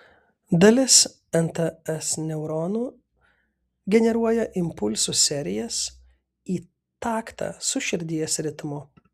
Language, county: Lithuanian, Kaunas